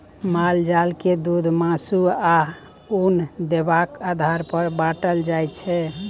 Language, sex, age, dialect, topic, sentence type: Maithili, male, 25-30, Bajjika, agriculture, statement